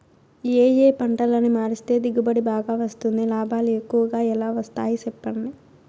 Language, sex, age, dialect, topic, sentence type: Telugu, female, 18-24, Southern, agriculture, question